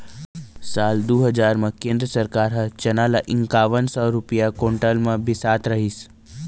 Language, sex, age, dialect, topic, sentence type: Chhattisgarhi, male, 46-50, Eastern, agriculture, statement